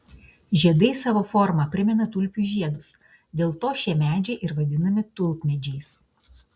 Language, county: Lithuanian, Klaipėda